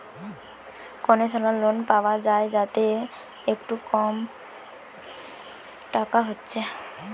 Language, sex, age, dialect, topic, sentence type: Bengali, female, 18-24, Western, banking, statement